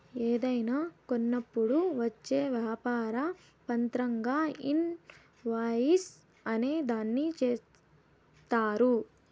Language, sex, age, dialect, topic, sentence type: Telugu, female, 18-24, Southern, banking, statement